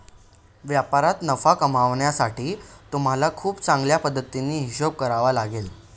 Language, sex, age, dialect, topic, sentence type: Marathi, male, 18-24, Northern Konkan, banking, statement